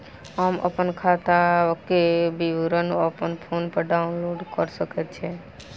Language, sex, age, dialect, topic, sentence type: Maithili, female, 18-24, Southern/Standard, banking, question